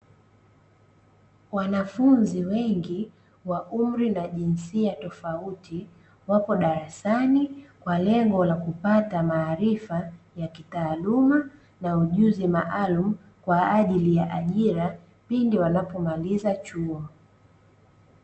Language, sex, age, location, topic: Swahili, female, 25-35, Dar es Salaam, education